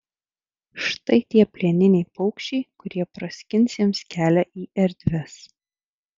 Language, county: Lithuanian, Vilnius